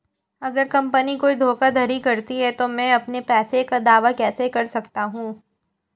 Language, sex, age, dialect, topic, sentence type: Hindi, female, 18-24, Marwari Dhudhari, banking, question